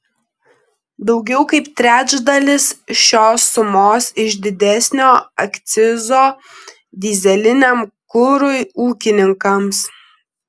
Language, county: Lithuanian, Klaipėda